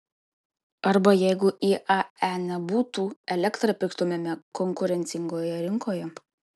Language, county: Lithuanian, Kaunas